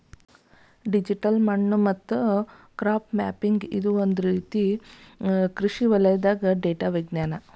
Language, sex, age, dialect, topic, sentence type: Kannada, female, 31-35, Dharwad Kannada, agriculture, statement